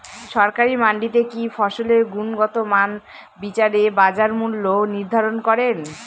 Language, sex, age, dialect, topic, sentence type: Bengali, female, 18-24, Northern/Varendri, agriculture, question